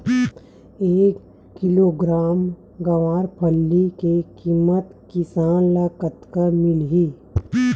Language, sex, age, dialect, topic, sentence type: Chhattisgarhi, female, 31-35, Western/Budati/Khatahi, agriculture, question